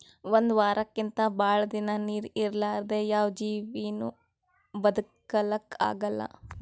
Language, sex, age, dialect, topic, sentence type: Kannada, female, 18-24, Northeastern, agriculture, statement